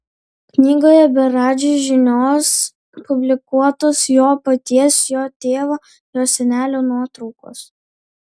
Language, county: Lithuanian, Vilnius